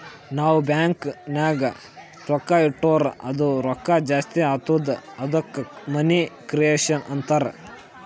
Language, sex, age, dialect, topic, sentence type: Kannada, male, 41-45, Northeastern, banking, statement